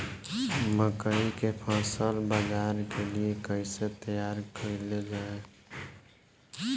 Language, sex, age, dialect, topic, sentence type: Bhojpuri, male, 18-24, Northern, agriculture, question